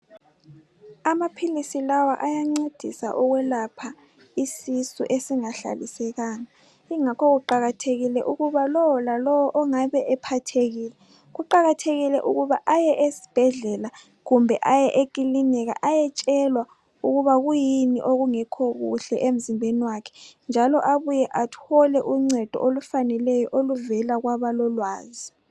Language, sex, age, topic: North Ndebele, female, 25-35, health